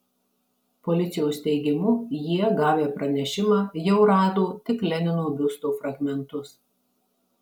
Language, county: Lithuanian, Marijampolė